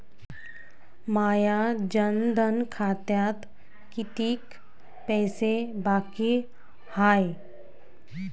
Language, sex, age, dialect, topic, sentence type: Marathi, female, 25-30, Varhadi, banking, question